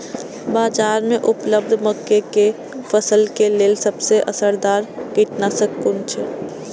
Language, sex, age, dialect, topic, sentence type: Maithili, male, 18-24, Eastern / Thethi, agriculture, question